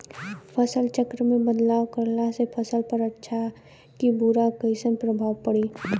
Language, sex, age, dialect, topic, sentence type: Bhojpuri, female, 18-24, Southern / Standard, agriculture, question